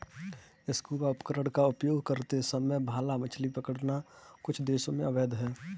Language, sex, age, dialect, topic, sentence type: Hindi, male, 18-24, Kanauji Braj Bhasha, agriculture, statement